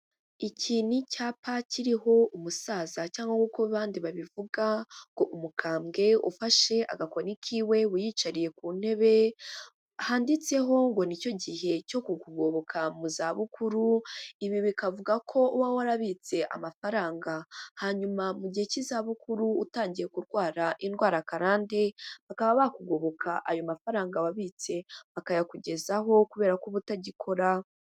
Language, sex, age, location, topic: Kinyarwanda, female, 18-24, Huye, finance